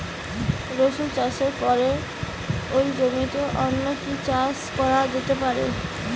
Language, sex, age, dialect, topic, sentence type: Bengali, female, 18-24, Rajbangshi, agriculture, question